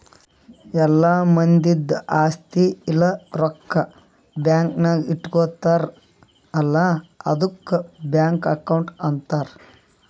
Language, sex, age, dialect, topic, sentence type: Kannada, male, 25-30, Northeastern, banking, statement